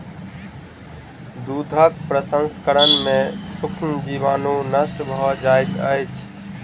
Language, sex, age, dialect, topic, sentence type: Maithili, male, 25-30, Southern/Standard, agriculture, statement